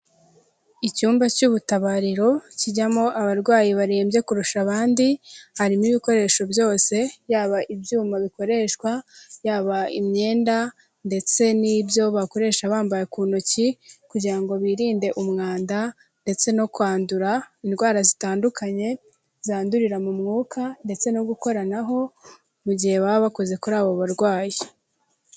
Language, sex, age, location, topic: Kinyarwanda, female, 18-24, Kigali, health